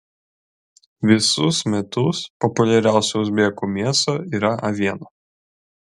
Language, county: Lithuanian, Vilnius